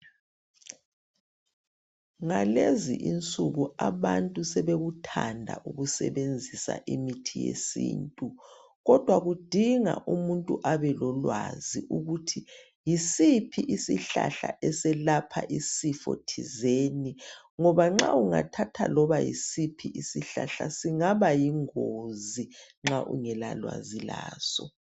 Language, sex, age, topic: North Ndebele, male, 36-49, health